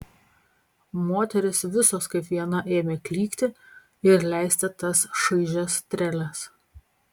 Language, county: Lithuanian, Panevėžys